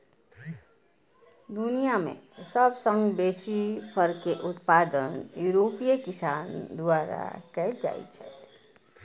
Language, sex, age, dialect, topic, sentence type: Maithili, female, 41-45, Eastern / Thethi, agriculture, statement